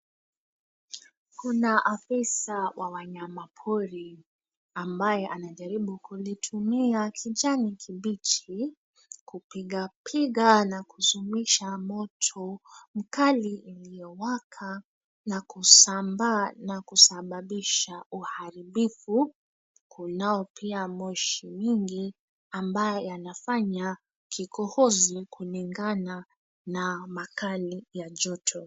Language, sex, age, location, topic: Swahili, female, 25-35, Nairobi, health